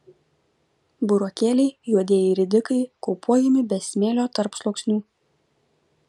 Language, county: Lithuanian, Vilnius